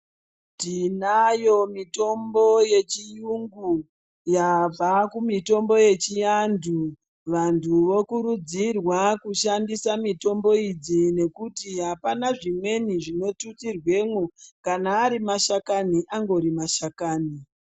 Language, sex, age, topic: Ndau, female, 36-49, health